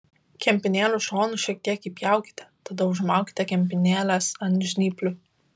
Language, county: Lithuanian, Vilnius